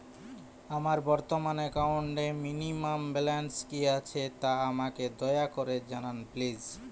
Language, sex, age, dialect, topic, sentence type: Bengali, male, 25-30, Jharkhandi, banking, statement